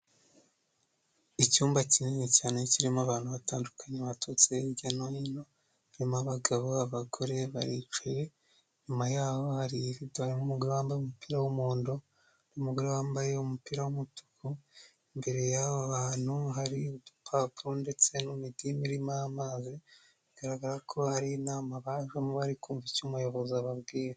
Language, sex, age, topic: Kinyarwanda, female, 18-24, health